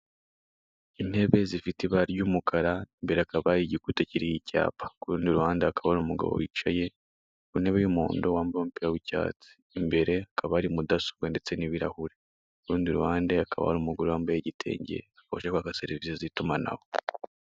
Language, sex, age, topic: Kinyarwanda, male, 18-24, finance